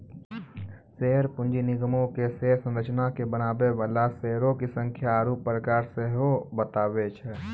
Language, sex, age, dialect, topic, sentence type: Maithili, male, 18-24, Angika, banking, statement